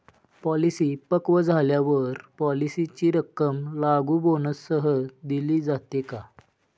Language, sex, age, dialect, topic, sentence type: Marathi, male, 25-30, Standard Marathi, banking, question